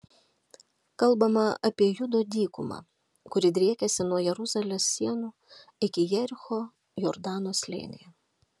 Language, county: Lithuanian, Alytus